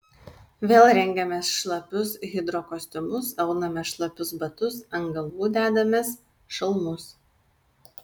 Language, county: Lithuanian, Kaunas